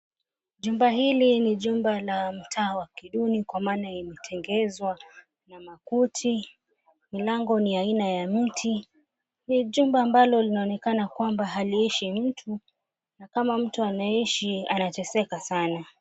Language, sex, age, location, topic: Swahili, female, 25-35, Mombasa, government